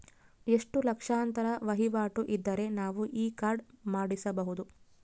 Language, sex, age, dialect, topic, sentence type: Kannada, female, 25-30, Central, banking, question